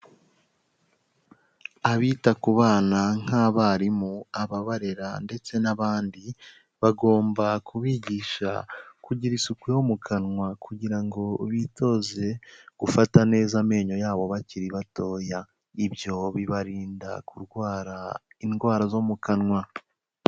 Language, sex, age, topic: Kinyarwanda, male, 18-24, health